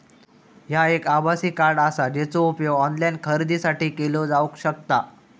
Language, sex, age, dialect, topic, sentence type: Marathi, male, 18-24, Southern Konkan, banking, statement